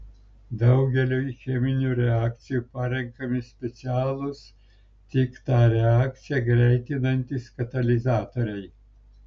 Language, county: Lithuanian, Klaipėda